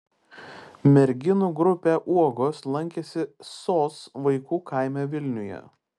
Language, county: Lithuanian, Klaipėda